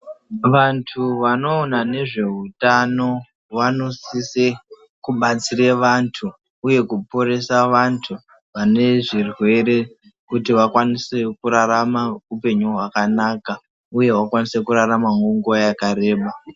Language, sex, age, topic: Ndau, male, 25-35, health